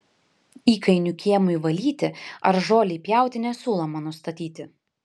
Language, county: Lithuanian, Panevėžys